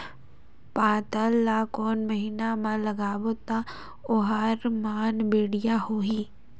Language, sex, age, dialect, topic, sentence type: Chhattisgarhi, female, 18-24, Northern/Bhandar, agriculture, question